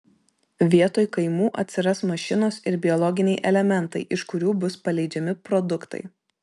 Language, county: Lithuanian, Vilnius